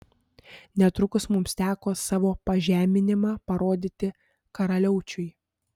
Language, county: Lithuanian, Panevėžys